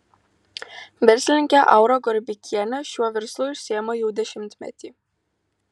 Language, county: Lithuanian, Utena